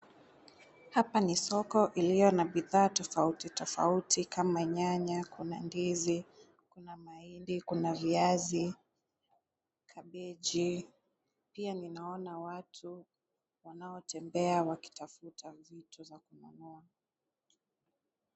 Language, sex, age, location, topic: Swahili, female, 18-24, Kisumu, finance